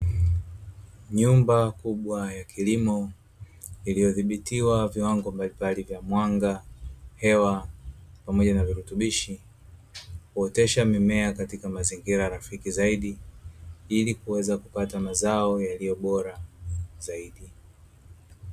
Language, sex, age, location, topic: Swahili, male, 25-35, Dar es Salaam, agriculture